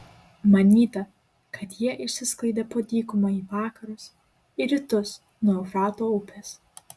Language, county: Lithuanian, Klaipėda